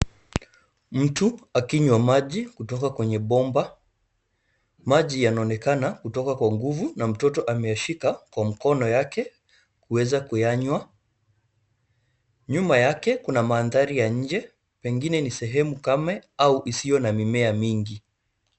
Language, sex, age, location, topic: Swahili, male, 25-35, Nairobi, health